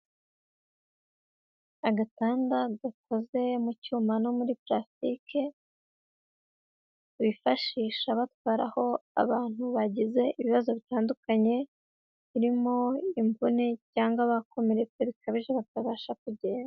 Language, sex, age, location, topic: Kinyarwanda, female, 18-24, Huye, health